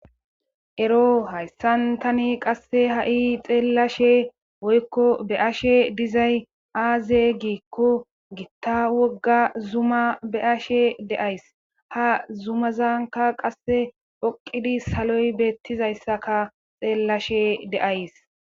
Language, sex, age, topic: Gamo, female, 25-35, government